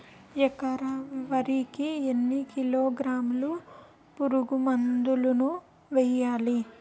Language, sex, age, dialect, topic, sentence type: Telugu, female, 18-24, Utterandhra, agriculture, question